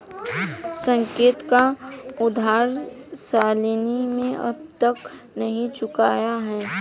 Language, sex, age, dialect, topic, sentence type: Hindi, female, 18-24, Hindustani Malvi Khadi Boli, banking, statement